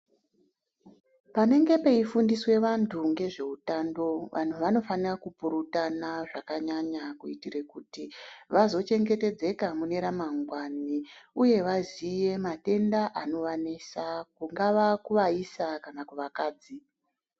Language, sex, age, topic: Ndau, female, 36-49, health